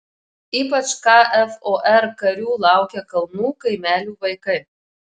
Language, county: Lithuanian, Marijampolė